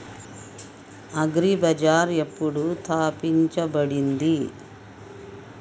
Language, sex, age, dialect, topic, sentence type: Telugu, male, 36-40, Telangana, agriculture, question